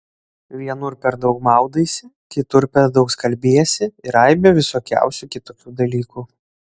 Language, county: Lithuanian, Šiauliai